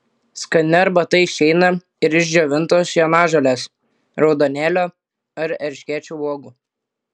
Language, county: Lithuanian, Klaipėda